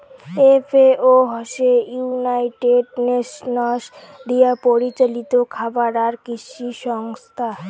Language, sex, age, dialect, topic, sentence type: Bengali, female, <18, Rajbangshi, agriculture, statement